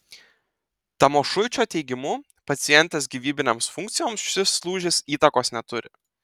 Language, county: Lithuanian, Telšiai